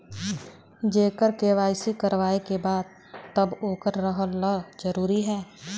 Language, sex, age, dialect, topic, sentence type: Bhojpuri, female, 36-40, Western, banking, question